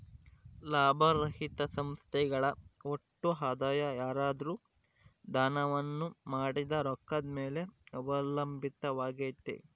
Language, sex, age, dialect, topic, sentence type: Kannada, male, 25-30, Central, banking, statement